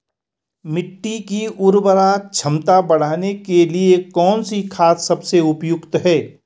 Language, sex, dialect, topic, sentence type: Hindi, male, Garhwali, agriculture, question